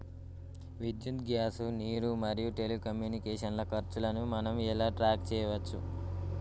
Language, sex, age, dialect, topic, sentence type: Telugu, male, 18-24, Telangana, banking, question